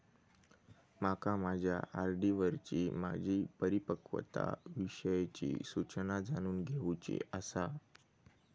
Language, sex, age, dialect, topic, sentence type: Marathi, male, 18-24, Southern Konkan, banking, statement